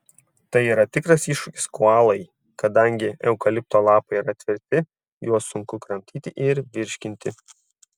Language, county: Lithuanian, Šiauliai